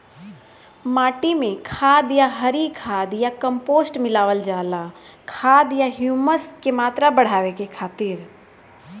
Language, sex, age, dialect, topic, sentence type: Bhojpuri, female, 60-100, Northern, agriculture, question